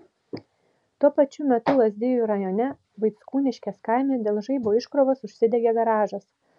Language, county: Lithuanian, Vilnius